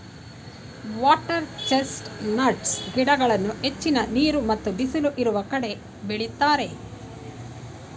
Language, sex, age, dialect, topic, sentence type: Kannada, female, 46-50, Mysore Kannada, agriculture, statement